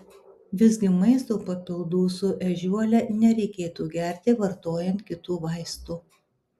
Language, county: Lithuanian, Alytus